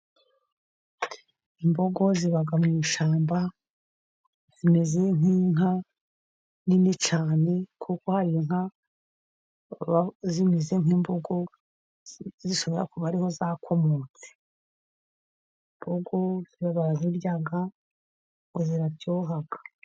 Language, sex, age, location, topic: Kinyarwanda, female, 50+, Musanze, agriculture